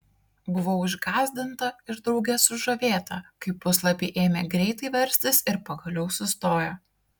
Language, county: Lithuanian, Kaunas